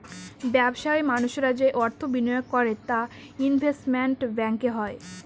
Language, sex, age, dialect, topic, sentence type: Bengali, female, 18-24, Northern/Varendri, banking, statement